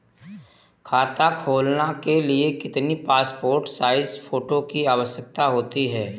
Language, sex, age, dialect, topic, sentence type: Hindi, male, 18-24, Awadhi Bundeli, banking, question